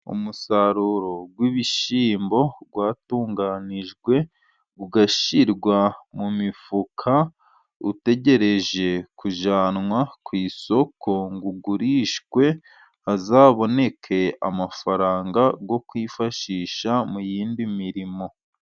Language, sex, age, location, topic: Kinyarwanda, male, 25-35, Musanze, agriculture